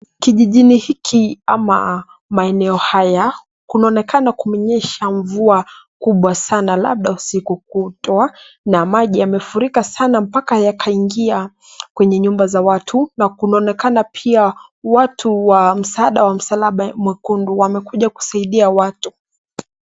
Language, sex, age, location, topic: Swahili, female, 18-24, Nairobi, health